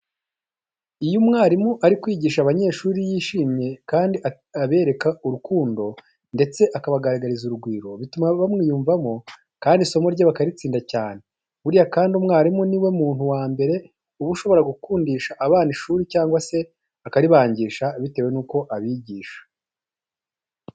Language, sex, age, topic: Kinyarwanda, male, 25-35, education